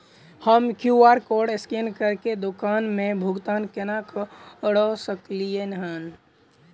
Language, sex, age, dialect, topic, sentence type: Maithili, male, 18-24, Southern/Standard, banking, question